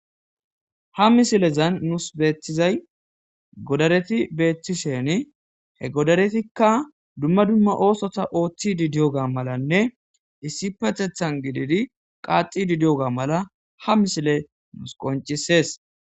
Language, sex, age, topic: Gamo, male, 25-35, agriculture